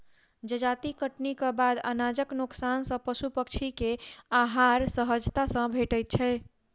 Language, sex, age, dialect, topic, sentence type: Maithili, female, 51-55, Southern/Standard, agriculture, statement